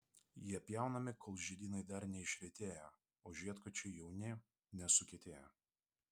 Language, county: Lithuanian, Vilnius